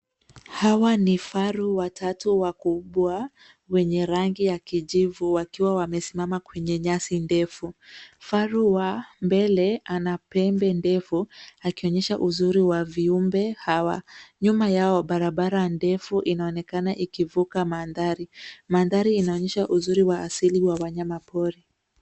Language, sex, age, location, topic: Swahili, female, 25-35, Nairobi, government